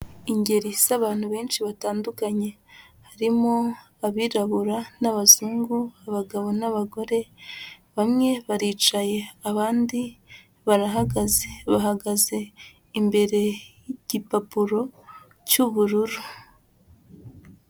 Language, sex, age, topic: Kinyarwanda, female, 25-35, health